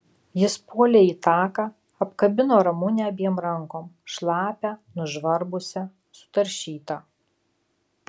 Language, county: Lithuanian, Alytus